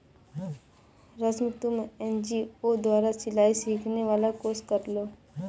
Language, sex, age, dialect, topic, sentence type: Hindi, female, 25-30, Awadhi Bundeli, banking, statement